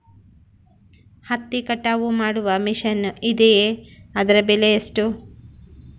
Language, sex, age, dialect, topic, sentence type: Kannada, female, 31-35, Central, agriculture, question